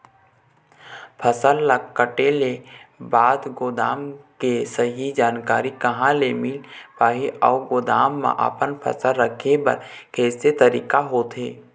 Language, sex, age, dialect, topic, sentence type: Chhattisgarhi, male, 18-24, Eastern, agriculture, question